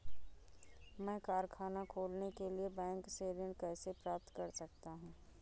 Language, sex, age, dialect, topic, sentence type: Hindi, female, 25-30, Awadhi Bundeli, banking, question